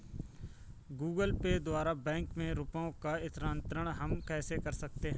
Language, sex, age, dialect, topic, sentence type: Hindi, male, 25-30, Awadhi Bundeli, banking, question